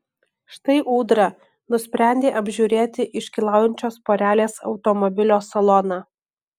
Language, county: Lithuanian, Alytus